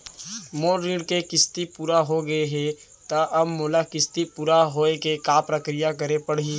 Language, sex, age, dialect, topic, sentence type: Chhattisgarhi, male, 18-24, Central, banking, question